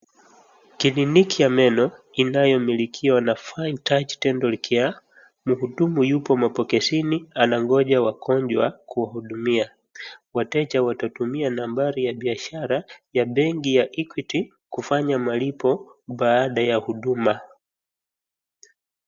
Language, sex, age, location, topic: Swahili, male, 25-35, Wajir, health